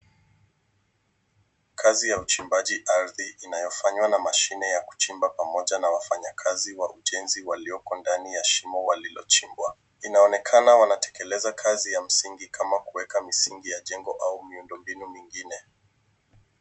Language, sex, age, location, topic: Swahili, female, 25-35, Nairobi, government